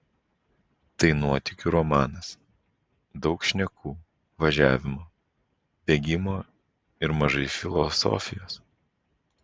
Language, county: Lithuanian, Vilnius